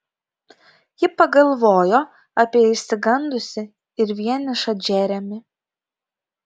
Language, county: Lithuanian, Kaunas